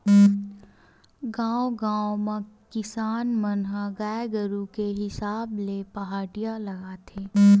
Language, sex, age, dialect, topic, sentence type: Chhattisgarhi, female, 18-24, Western/Budati/Khatahi, agriculture, statement